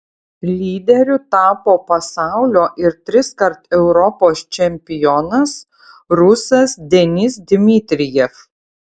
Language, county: Lithuanian, Utena